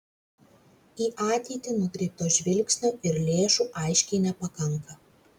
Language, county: Lithuanian, Vilnius